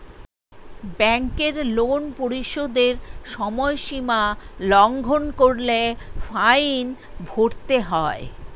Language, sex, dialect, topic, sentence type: Bengali, female, Standard Colloquial, banking, question